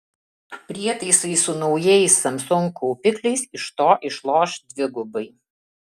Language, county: Lithuanian, Alytus